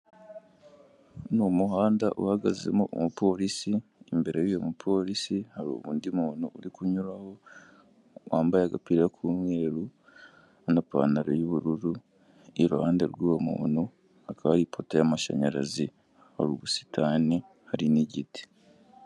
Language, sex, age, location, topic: Kinyarwanda, male, 18-24, Kigali, government